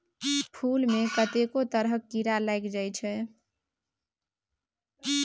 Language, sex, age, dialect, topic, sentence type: Maithili, female, 18-24, Bajjika, agriculture, statement